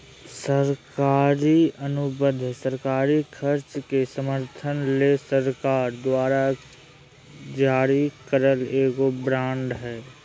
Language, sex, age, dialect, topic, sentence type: Magahi, male, 31-35, Southern, banking, statement